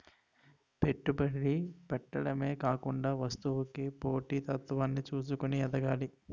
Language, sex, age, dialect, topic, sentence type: Telugu, male, 51-55, Utterandhra, banking, statement